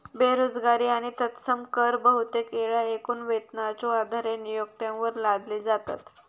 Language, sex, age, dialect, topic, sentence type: Marathi, female, 51-55, Southern Konkan, banking, statement